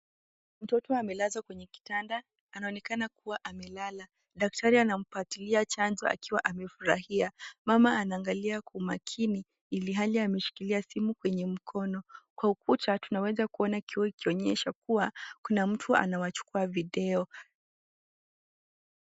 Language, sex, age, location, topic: Swahili, female, 18-24, Kisii, health